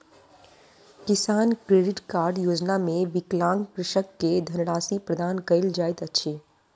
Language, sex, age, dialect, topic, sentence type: Maithili, female, 25-30, Southern/Standard, agriculture, statement